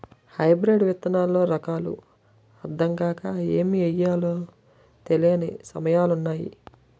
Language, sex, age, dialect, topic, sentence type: Telugu, male, 18-24, Utterandhra, agriculture, statement